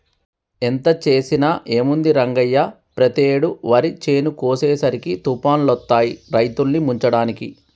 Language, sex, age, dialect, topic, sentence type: Telugu, male, 36-40, Telangana, agriculture, statement